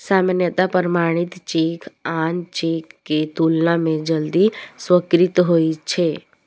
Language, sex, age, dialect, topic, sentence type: Maithili, female, 18-24, Eastern / Thethi, banking, statement